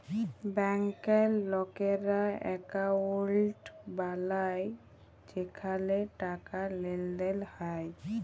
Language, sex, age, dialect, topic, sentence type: Bengali, female, 18-24, Jharkhandi, banking, statement